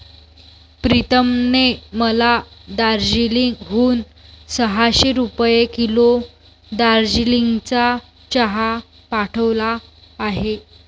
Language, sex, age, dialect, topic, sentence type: Marathi, female, 18-24, Varhadi, agriculture, statement